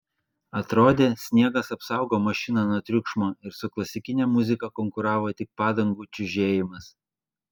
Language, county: Lithuanian, Klaipėda